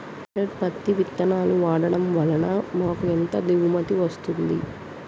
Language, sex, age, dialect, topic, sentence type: Telugu, female, 25-30, Telangana, agriculture, question